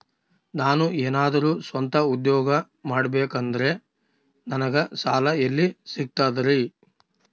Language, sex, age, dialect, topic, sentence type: Kannada, male, 36-40, Central, banking, question